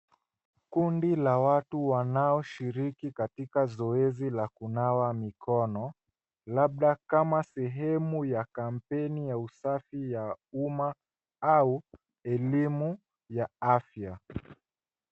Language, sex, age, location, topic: Swahili, male, 18-24, Nairobi, health